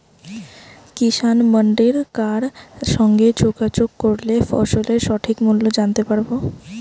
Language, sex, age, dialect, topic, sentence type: Bengali, female, 18-24, Rajbangshi, agriculture, question